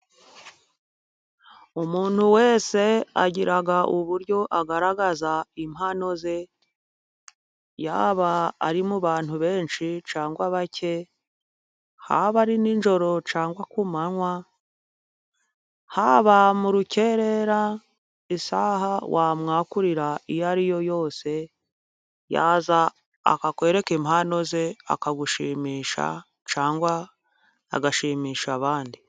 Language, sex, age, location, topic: Kinyarwanda, female, 50+, Musanze, government